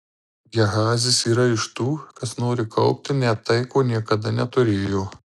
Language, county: Lithuanian, Marijampolė